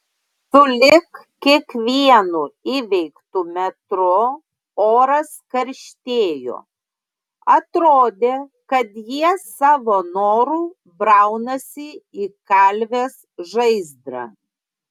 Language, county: Lithuanian, Klaipėda